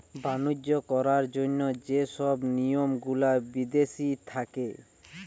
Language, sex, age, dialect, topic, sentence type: Bengali, male, 18-24, Western, banking, statement